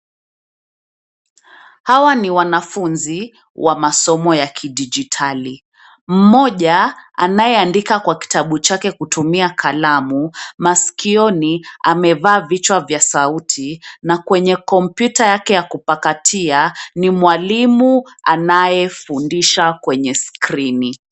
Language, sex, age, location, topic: Swahili, female, 25-35, Nairobi, education